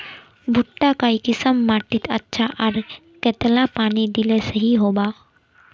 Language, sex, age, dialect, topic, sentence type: Magahi, male, 18-24, Northeastern/Surjapuri, agriculture, question